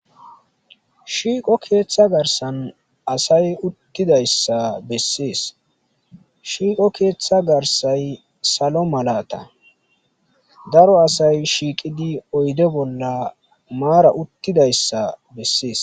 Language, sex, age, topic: Gamo, male, 18-24, government